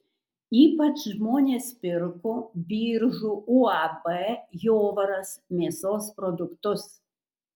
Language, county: Lithuanian, Kaunas